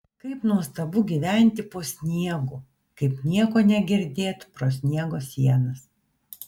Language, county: Lithuanian, Vilnius